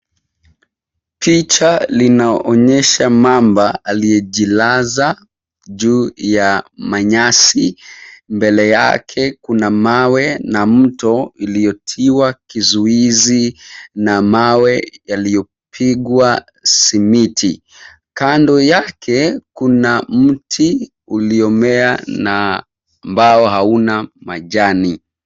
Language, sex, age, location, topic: Swahili, male, 25-35, Nairobi, government